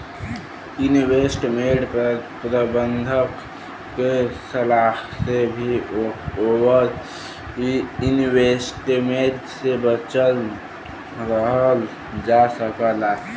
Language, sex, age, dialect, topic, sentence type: Bhojpuri, male, 18-24, Western, banking, statement